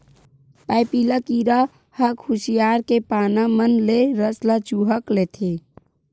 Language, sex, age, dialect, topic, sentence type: Chhattisgarhi, female, 41-45, Western/Budati/Khatahi, agriculture, statement